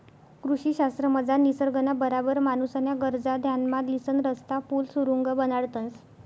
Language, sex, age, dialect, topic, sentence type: Marathi, female, 60-100, Northern Konkan, agriculture, statement